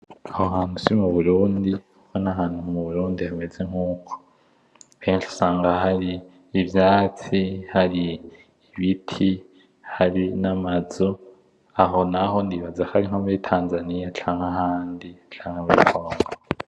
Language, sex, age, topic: Rundi, male, 18-24, agriculture